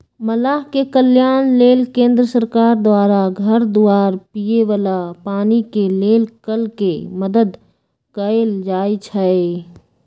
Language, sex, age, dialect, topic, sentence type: Magahi, female, 25-30, Western, agriculture, statement